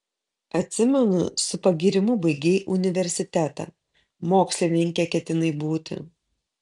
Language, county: Lithuanian, Kaunas